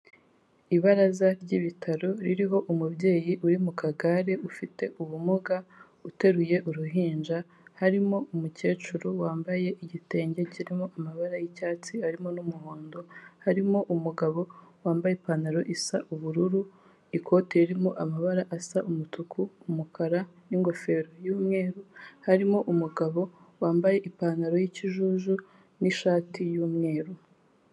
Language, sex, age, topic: Kinyarwanda, female, 18-24, government